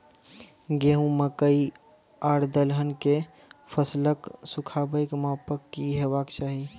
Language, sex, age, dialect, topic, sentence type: Maithili, male, 41-45, Angika, agriculture, question